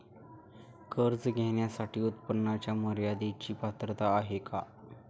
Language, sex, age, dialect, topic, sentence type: Marathi, male, 18-24, Standard Marathi, banking, question